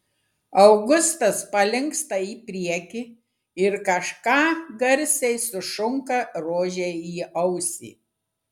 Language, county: Lithuanian, Klaipėda